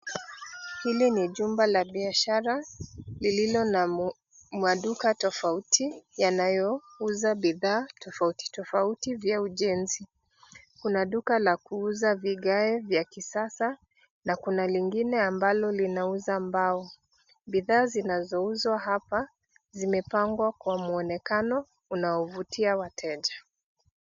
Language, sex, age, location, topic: Swahili, female, 36-49, Nairobi, finance